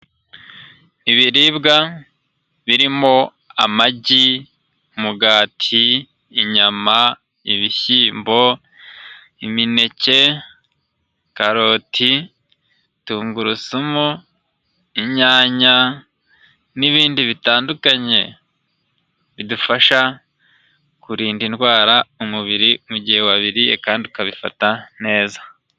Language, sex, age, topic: Kinyarwanda, male, 25-35, health